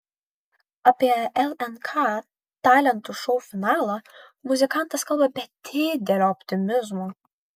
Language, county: Lithuanian, Kaunas